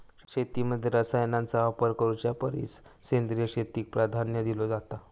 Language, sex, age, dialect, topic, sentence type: Marathi, male, 18-24, Southern Konkan, agriculture, statement